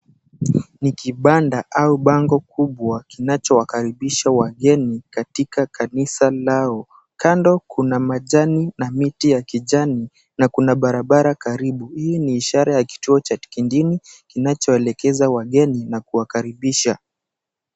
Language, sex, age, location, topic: Swahili, male, 18-24, Mombasa, government